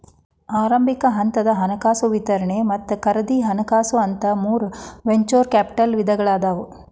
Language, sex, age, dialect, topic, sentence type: Kannada, female, 36-40, Dharwad Kannada, banking, statement